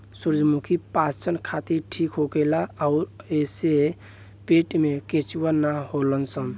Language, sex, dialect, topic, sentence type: Bhojpuri, male, Southern / Standard, agriculture, statement